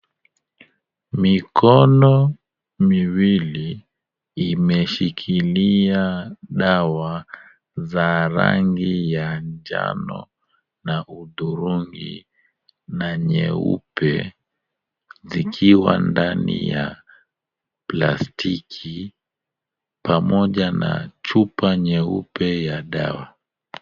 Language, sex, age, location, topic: Swahili, male, 36-49, Kisumu, health